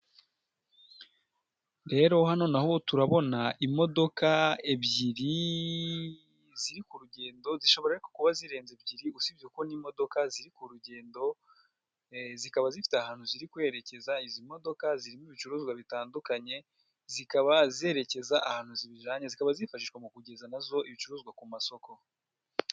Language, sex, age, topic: Kinyarwanda, female, 18-24, government